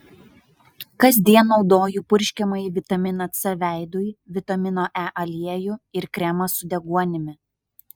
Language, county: Lithuanian, Utena